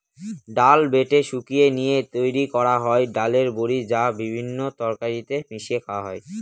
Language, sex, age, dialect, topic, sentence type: Bengali, male, <18, Northern/Varendri, agriculture, statement